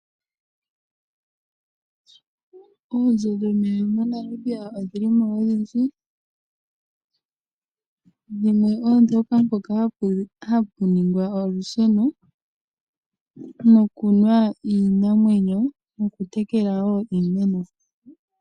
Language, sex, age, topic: Oshiwambo, female, 18-24, agriculture